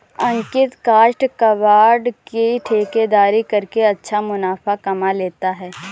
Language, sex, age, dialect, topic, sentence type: Hindi, female, 18-24, Awadhi Bundeli, agriculture, statement